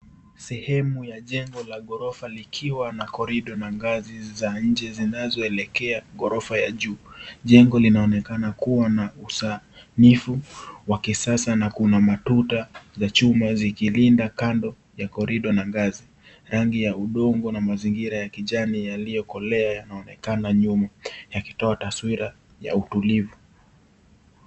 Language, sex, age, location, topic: Swahili, male, 18-24, Kisii, education